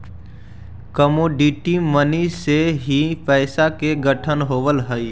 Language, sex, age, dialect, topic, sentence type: Magahi, male, 41-45, Central/Standard, banking, statement